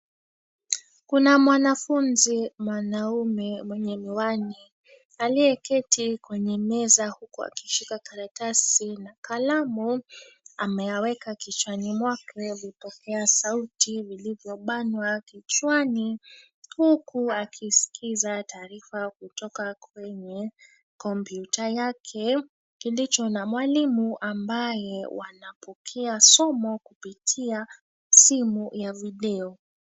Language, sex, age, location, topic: Swahili, female, 25-35, Nairobi, education